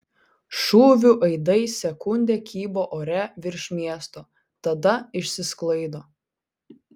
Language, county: Lithuanian, Vilnius